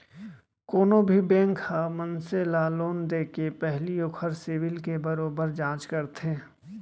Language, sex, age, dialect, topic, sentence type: Chhattisgarhi, male, 25-30, Central, banking, statement